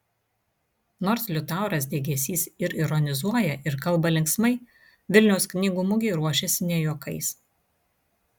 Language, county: Lithuanian, Vilnius